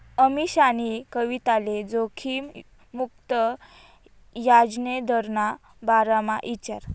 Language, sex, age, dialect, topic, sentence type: Marathi, female, 25-30, Northern Konkan, banking, statement